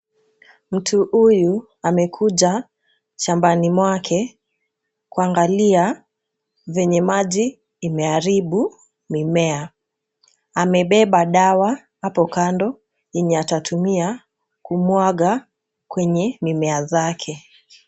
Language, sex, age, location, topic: Swahili, female, 18-24, Kisumu, health